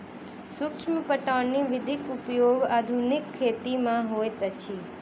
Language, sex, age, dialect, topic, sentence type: Maithili, female, 18-24, Southern/Standard, agriculture, statement